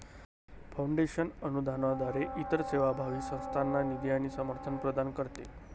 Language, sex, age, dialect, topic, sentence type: Marathi, male, 31-35, Varhadi, banking, statement